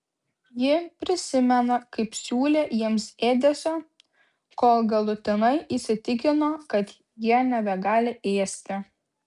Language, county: Lithuanian, Vilnius